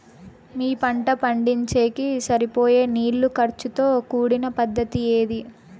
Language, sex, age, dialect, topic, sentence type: Telugu, female, 18-24, Southern, agriculture, question